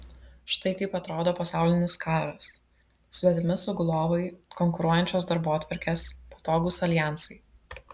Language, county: Lithuanian, Vilnius